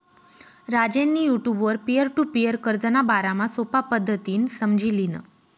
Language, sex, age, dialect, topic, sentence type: Marathi, female, 36-40, Northern Konkan, banking, statement